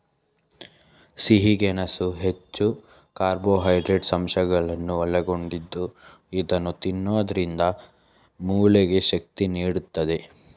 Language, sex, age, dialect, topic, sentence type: Kannada, male, 18-24, Mysore Kannada, agriculture, statement